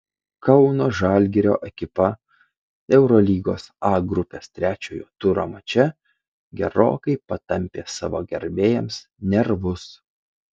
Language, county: Lithuanian, Kaunas